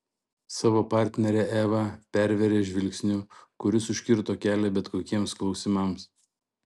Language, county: Lithuanian, Šiauliai